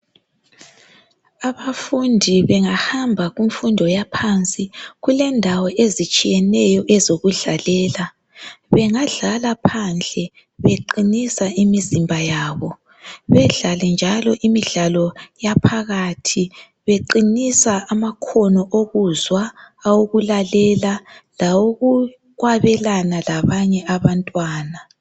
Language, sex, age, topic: North Ndebele, female, 18-24, health